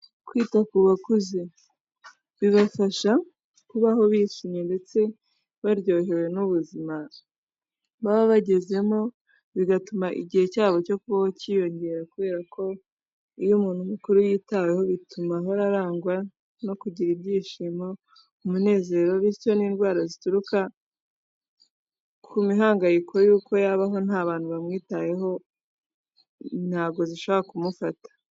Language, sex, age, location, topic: Kinyarwanda, female, 18-24, Kigali, health